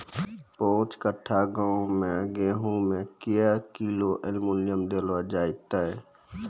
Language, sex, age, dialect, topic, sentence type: Maithili, male, 18-24, Angika, agriculture, question